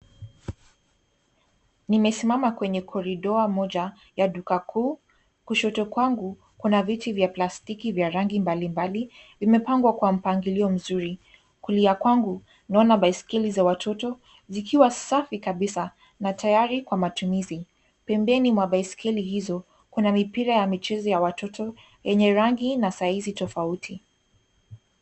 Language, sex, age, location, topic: Swahili, female, 18-24, Nairobi, finance